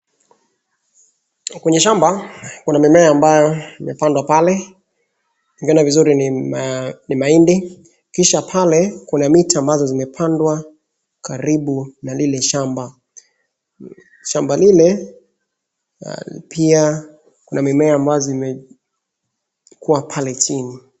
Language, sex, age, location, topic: Swahili, male, 25-35, Wajir, agriculture